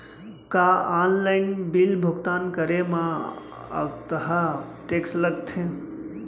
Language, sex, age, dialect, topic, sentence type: Chhattisgarhi, male, 25-30, Central, banking, question